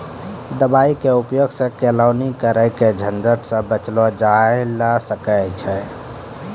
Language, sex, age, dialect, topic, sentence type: Maithili, male, 18-24, Angika, agriculture, statement